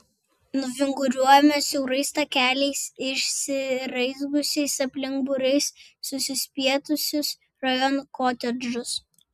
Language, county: Lithuanian, Vilnius